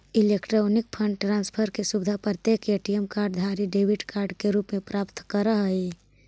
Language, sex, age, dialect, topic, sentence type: Magahi, female, 18-24, Central/Standard, banking, statement